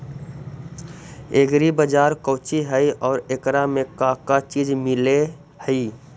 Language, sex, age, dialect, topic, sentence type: Magahi, male, 60-100, Central/Standard, agriculture, question